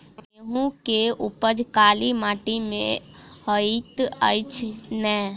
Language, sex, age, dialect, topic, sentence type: Maithili, female, 18-24, Southern/Standard, agriculture, question